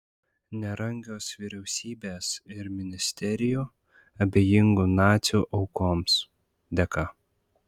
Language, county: Lithuanian, Klaipėda